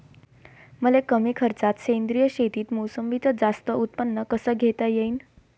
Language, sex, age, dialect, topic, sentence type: Marathi, female, 18-24, Varhadi, agriculture, question